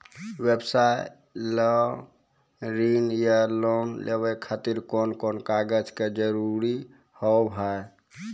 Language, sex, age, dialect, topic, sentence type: Maithili, male, 18-24, Angika, banking, question